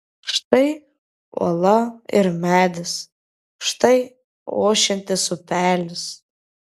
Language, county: Lithuanian, Vilnius